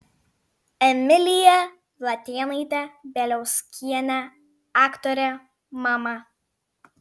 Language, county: Lithuanian, Vilnius